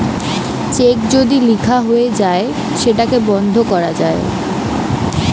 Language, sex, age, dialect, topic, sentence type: Bengali, female, 18-24, Western, banking, statement